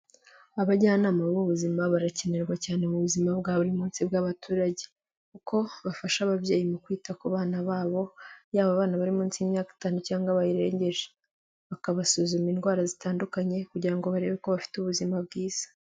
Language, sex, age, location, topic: Kinyarwanda, female, 18-24, Kigali, health